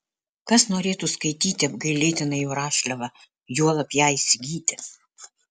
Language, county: Lithuanian, Alytus